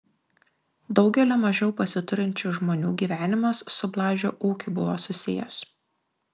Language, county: Lithuanian, Klaipėda